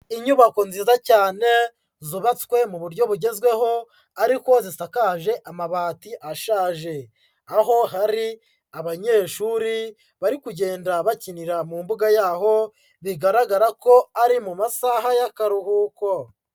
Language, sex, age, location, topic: Kinyarwanda, male, 25-35, Huye, education